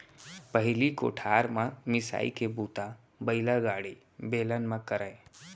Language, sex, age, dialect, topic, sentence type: Chhattisgarhi, male, 18-24, Central, agriculture, statement